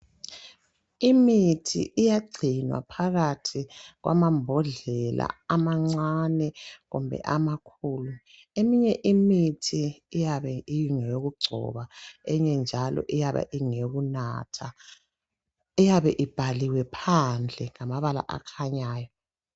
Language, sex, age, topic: North Ndebele, male, 25-35, health